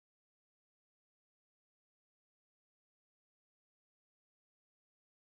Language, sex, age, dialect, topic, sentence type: Bhojpuri, male, 18-24, Southern / Standard, agriculture, statement